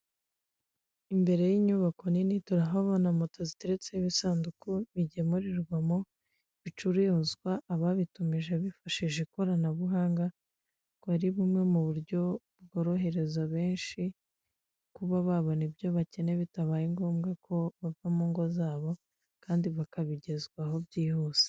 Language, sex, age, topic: Kinyarwanda, female, 25-35, government